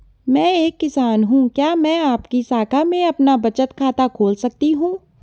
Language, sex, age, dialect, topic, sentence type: Hindi, female, 18-24, Garhwali, banking, question